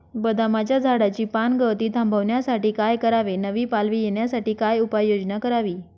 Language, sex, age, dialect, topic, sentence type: Marathi, female, 25-30, Northern Konkan, agriculture, question